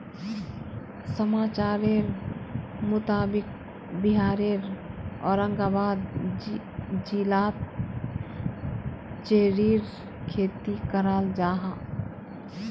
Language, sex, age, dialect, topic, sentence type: Magahi, female, 25-30, Northeastern/Surjapuri, agriculture, statement